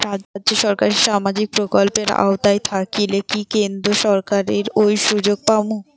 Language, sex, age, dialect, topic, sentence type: Bengali, female, 18-24, Rajbangshi, banking, question